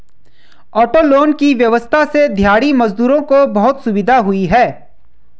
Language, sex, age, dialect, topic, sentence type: Hindi, male, 25-30, Hindustani Malvi Khadi Boli, banking, statement